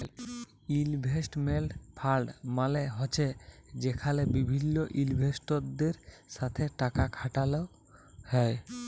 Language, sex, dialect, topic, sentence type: Bengali, male, Jharkhandi, banking, statement